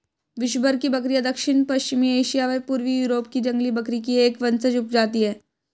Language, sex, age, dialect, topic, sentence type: Hindi, female, 18-24, Hindustani Malvi Khadi Boli, agriculture, statement